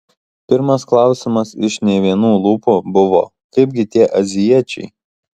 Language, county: Lithuanian, Kaunas